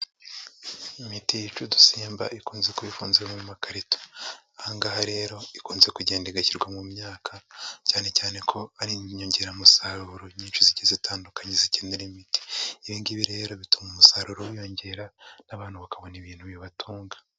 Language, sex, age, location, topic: Kinyarwanda, male, 25-35, Huye, agriculture